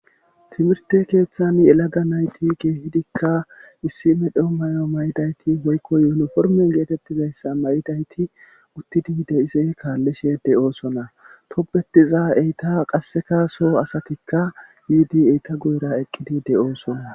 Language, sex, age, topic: Gamo, male, 36-49, government